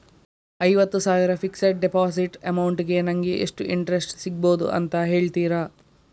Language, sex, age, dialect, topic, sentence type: Kannada, male, 51-55, Coastal/Dakshin, banking, question